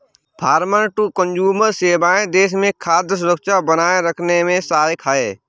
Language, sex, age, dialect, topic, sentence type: Hindi, male, 18-24, Awadhi Bundeli, agriculture, statement